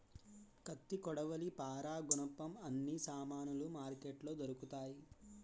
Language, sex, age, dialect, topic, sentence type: Telugu, male, 18-24, Utterandhra, agriculture, statement